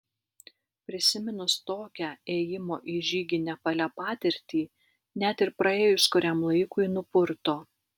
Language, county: Lithuanian, Alytus